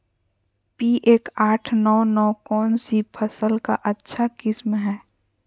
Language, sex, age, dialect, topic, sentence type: Magahi, female, 41-45, Southern, agriculture, question